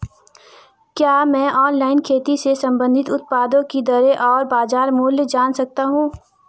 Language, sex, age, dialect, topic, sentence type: Hindi, female, 18-24, Marwari Dhudhari, agriculture, question